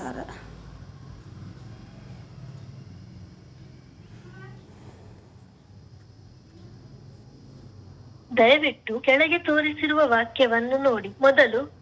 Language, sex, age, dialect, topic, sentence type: Kannada, female, 60-100, Dharwad Kannada, banking, statement